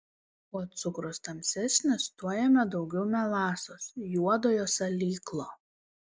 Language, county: Lithuanian, Panevėžys